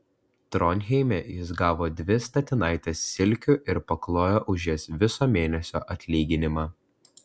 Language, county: Lithuanian, Klaipėda